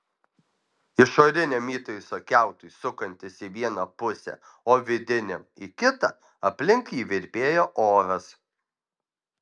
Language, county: Lithuanian, Alytus